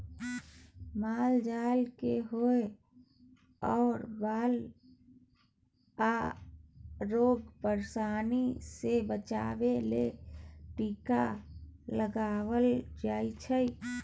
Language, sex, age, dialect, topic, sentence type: Maithili, male, 31-35, Bajjika, agriculture, statement